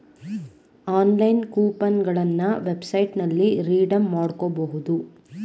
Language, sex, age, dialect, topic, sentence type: Kannada, female, 25-30, Mysore Kannada, banking, statement